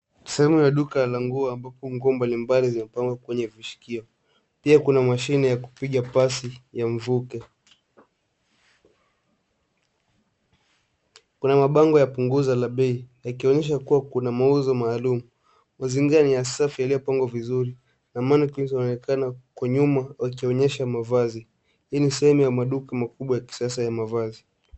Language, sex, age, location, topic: Swahili, male, 18-24, Nairobi, finance